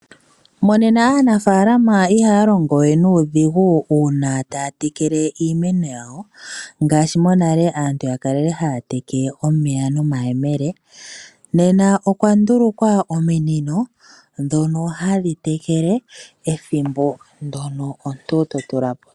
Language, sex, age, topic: Oshiwambo, female, 25-35, agriculture